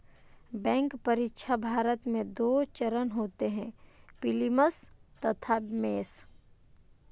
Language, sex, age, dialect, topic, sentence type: Hindi, female, 18-24, Marwari Dhudhari, banking, statement